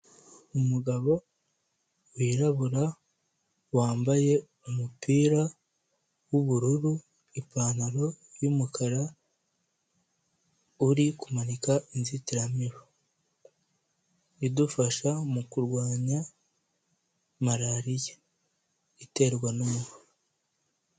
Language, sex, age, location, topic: Kinyarwanda, male, 18-24, Kigali, health